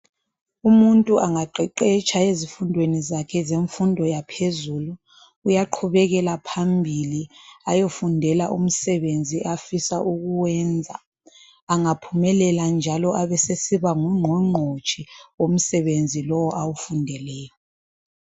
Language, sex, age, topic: North Ndebele, male, 25-35, education